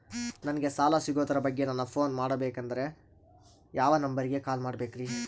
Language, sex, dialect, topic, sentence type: Kannada, male, Central, banking, question